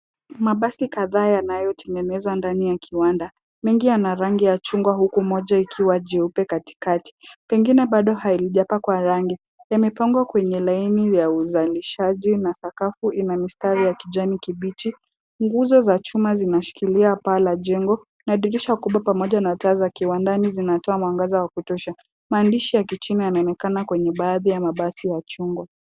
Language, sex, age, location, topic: Swahili, female, 18-24, Kisumu, finance